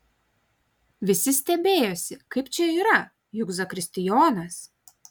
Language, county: Lithuanian, Kaunas